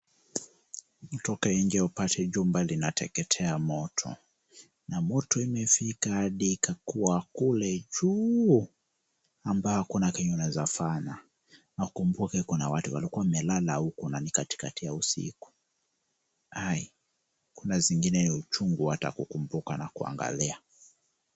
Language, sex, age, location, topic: Swahili, male, 25-35, Kisumu, health